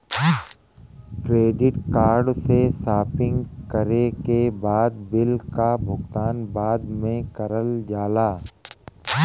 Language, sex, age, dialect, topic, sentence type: Bhojpuri, male, 41-45, Western, banking, statement